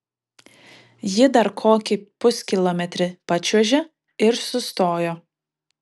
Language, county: Lithuanian, Kaunas